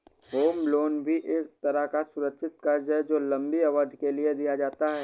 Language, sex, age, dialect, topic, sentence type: Hindi, male, 18-24, Awadhi Bundeli, banking, statement